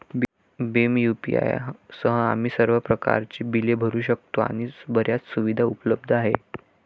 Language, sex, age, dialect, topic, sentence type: Marathi, male, 18-24, Varhadi, banking, statement